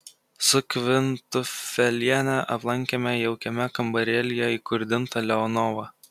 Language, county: Lithuanian, Kaunas